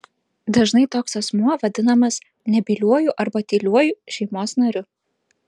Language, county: Lithuanian, Vilnius